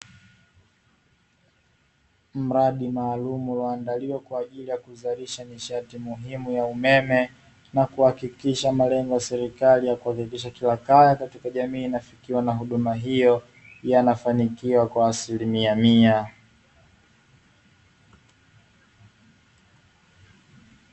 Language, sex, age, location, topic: Swahili, male, 25-35, Dar es Salaam, government